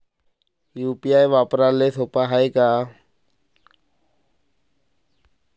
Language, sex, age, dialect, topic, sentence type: Marathi, male, 25-30, Varhadi, banking, question